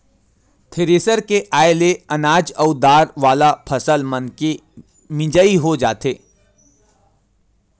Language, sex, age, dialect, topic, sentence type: Chhattisgarhi, male, 18-24, Western/Budati/Khatahi, agriculture, statement